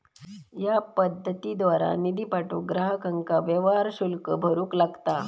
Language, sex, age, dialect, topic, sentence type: Marathi, female, 31-35, Southern Konkan, banking, statement